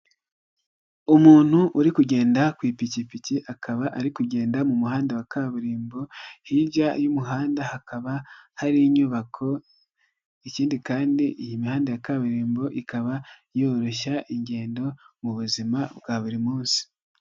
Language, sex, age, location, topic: Kinyarwanda, male, 25-35, Nyagatare, government